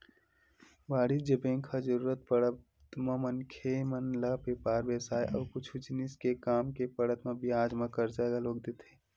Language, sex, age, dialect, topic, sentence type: Chhattisgarhi, male, 18-24, Western/Budati/Khatahi, banking, statement